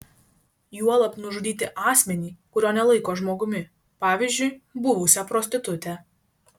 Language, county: Lithuanian, Šiauliai